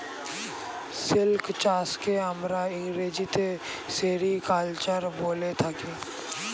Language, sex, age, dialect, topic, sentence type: Bengali, male, 18-24, Standard Colloquial, agriculture, statement